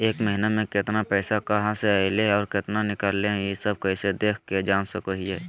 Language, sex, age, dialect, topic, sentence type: Magahi, male, 36-40, Southern, banking, question